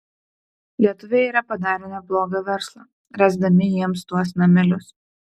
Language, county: Lithuanian, Utena